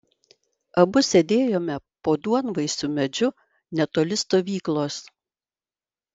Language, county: Lithuanian, Vilnius